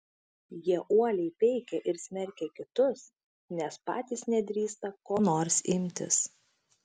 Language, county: Lithuanian, Šiauliai